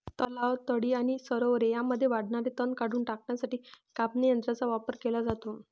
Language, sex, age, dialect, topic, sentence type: Marathi, female, 25-30, Varhadi, agriculture, statement